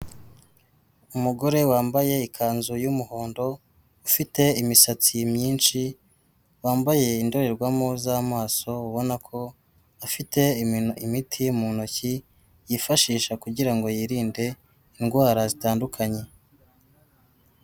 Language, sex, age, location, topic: Kinyarwanda, female, 18-24, Kigali, health